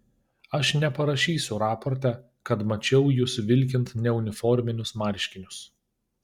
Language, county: Lithuanian, Kaunas